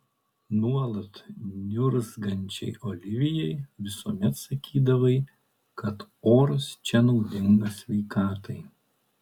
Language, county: Lithuanian, Kaunas